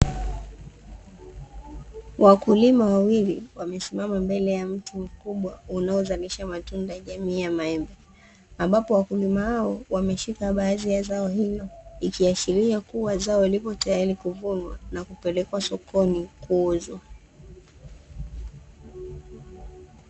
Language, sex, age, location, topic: Swahili, female, 18-24, Dar es Salaam, agriculture